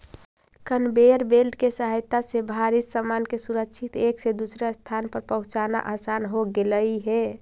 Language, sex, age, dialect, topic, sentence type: Magahi, female, 18-24, Central/Standard, banking, statement